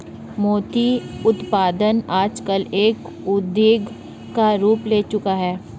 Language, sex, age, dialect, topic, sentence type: Hindi, male, 25-30, Marwari Dhudhari, agriculture, statement